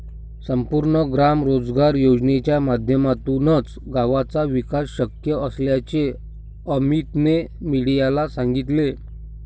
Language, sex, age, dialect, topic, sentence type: Marathi, male, 60-100, Standard Marathi, banking, statement